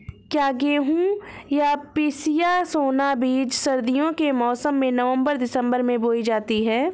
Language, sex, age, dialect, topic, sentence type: Hindi, female, 25-30, Awadhi Bundeli, agriculture, question